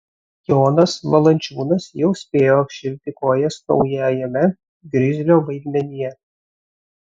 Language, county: Lithuanian, Vilnius